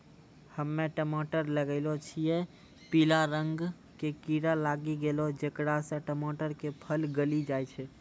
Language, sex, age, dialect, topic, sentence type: Maithili, male, 18-24, Angika, agriculture, question